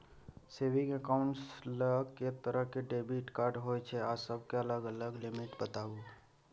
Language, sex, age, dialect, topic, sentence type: Maithili, male, 18-24, Bajjika, banking, question